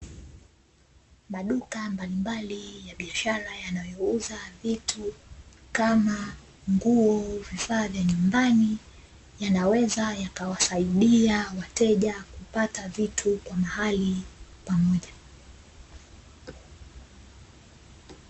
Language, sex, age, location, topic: Swahili, female, 25-35, Dar es Salaam, finance